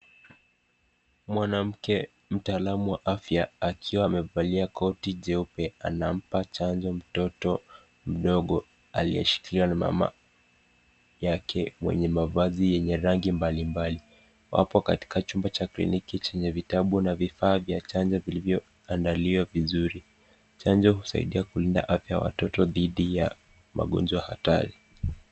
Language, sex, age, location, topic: Swahili, male, 18-24, Nakuru, health